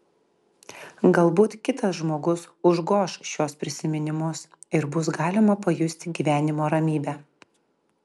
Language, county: Lithuanian, Klaipėda